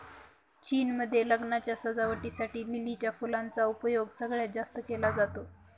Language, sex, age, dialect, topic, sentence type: Marathi, female, 18-24, Northern Konkan, agriculture, statement